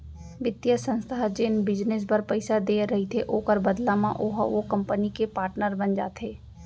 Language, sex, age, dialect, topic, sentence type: Chhattisgarhi, female, 18-24, Central, banking, statement